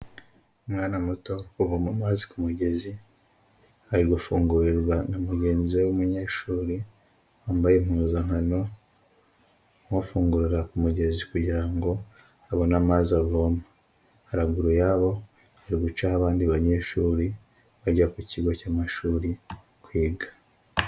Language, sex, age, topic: Kinyarwanda, male, 18-24, health